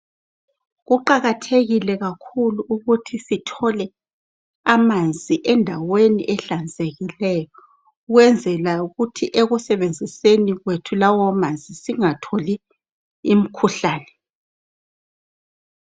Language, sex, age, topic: North Ndebele, female, 36-49, health